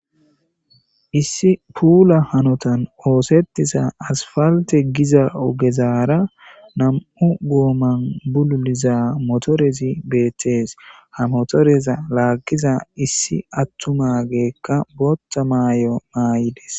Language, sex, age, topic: Gamo, male, 25-35, government